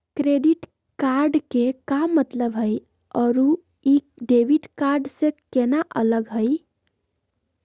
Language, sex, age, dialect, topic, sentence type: Magahi, female, 18-24, Southern, banking, question